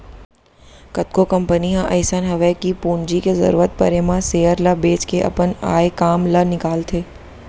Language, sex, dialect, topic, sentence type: Chhattisgarhi, female, Central, banking, statement